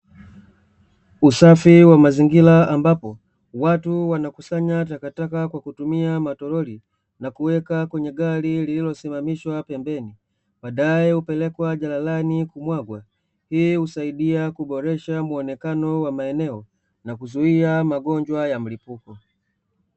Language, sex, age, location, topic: Swahili, male, 25-35, Dar es Salaam, government